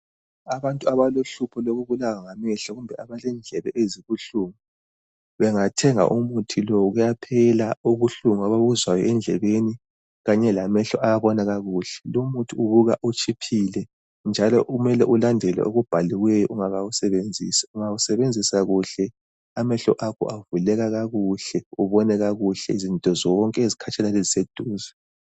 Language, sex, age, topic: North Ndebele, male, 36-49, health